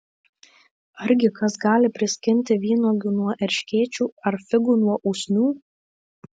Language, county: Lithuanian, Marijampolė